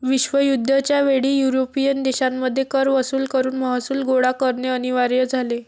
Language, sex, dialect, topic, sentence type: Marathi, female, Varhadi, banking, statement